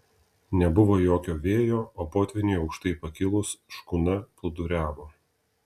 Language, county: Lithuanian, Telšiai